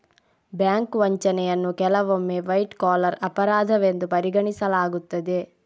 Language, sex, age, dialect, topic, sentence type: Kannada, female, 46-50, Coastal/Dakshin, banking, statement